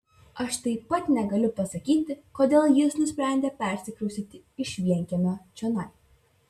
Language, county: Lithuanian, Vilnius